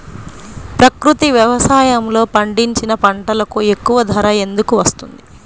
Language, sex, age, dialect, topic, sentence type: Telugu, female, 31-35, Central/Coastal, agriculture, question